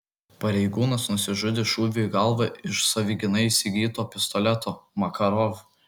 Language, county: Lithuanian, Kaunas